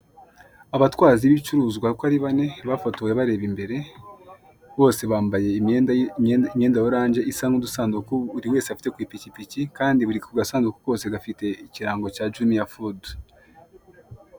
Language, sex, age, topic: Kinyarwanda, male, 25-35, finance